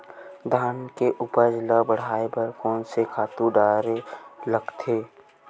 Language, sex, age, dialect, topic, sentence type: Chhattisgarhi, male, 18-24, Western/Budati/Khatahi, agriculture, question